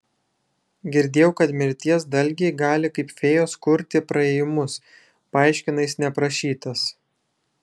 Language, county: Lithuanian, Šiauliai